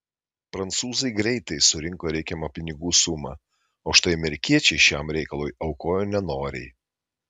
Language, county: Lithuanian, Šiauliai